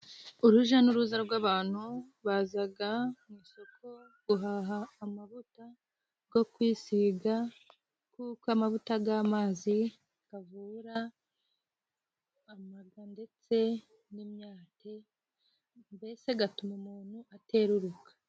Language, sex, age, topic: Kinyarwanda, female, 25-35, finance